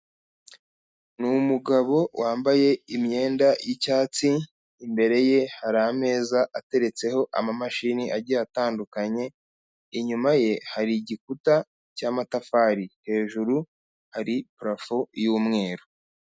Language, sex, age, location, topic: Kinyarwanda, male, 25-35, Kigali, health